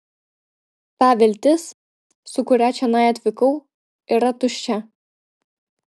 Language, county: Lithuanian, Vilnius